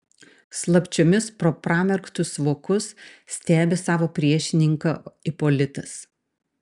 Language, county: Lithuanian, Panevėžys